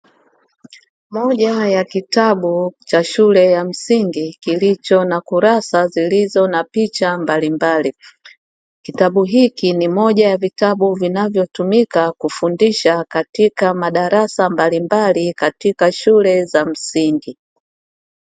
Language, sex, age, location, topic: Swahili, female, 36-49, Dar es Salaam, education